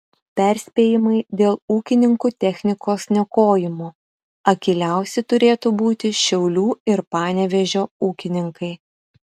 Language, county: Lithuanian, Utena